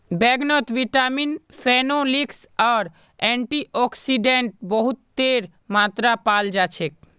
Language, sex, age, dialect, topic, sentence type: Magahi, male, 41-45, Northeastern/Surjapuri, agriculture, statement